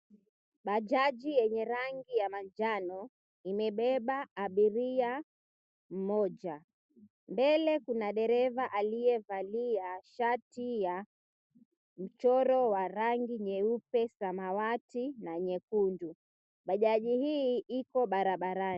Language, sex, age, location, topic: Swahili, female, 25-35, Mombasa, government